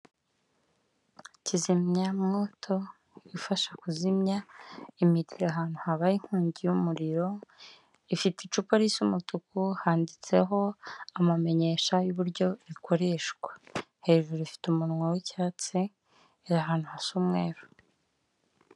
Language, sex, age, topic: Kinyarwanda, female, 18-24, government